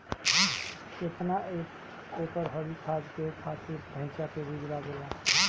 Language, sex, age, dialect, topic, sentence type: Bhojpuri, male, 36-40, Northern, agriculture, question